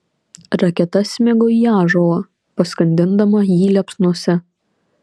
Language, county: Lithuanian, Panevėžys